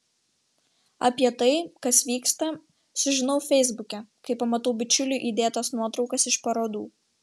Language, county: Lithuanian, Vilnius